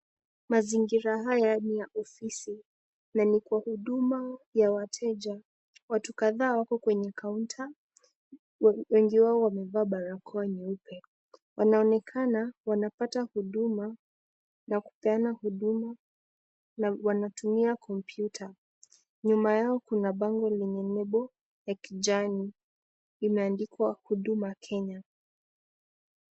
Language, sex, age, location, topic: Swahili, female, 18-24, Nakuru, government